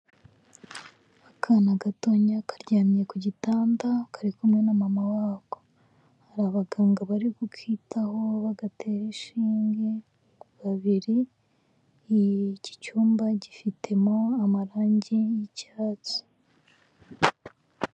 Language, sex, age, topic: Kinyarwanda, female, 25-35, health